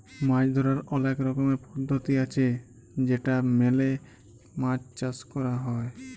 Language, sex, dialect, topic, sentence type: Bengali, male, Jharkhandi, agriculture, statement